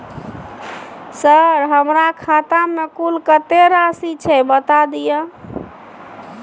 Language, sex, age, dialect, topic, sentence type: Maithili, female, 31-35, Bajjika, banking, question